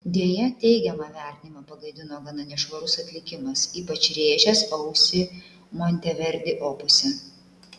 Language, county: Lithuanian, Klaipėda